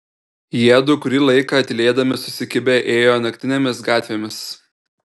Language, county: Lithuanian, Telšiai